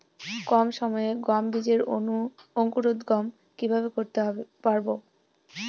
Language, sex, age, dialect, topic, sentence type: Bengali, female, 18-24, Northern/Varendri, agriculture, question